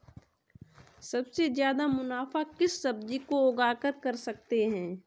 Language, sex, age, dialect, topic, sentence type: Hindi, female, 25-30, Kanauji Braj Bhasha, agriculture, question